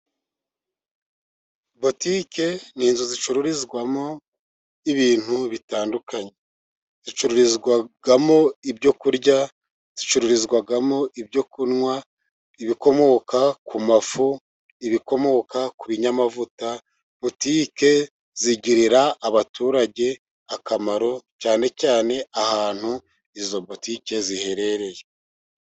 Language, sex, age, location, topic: Kinyarwanda, male, 50+, Musanze, finance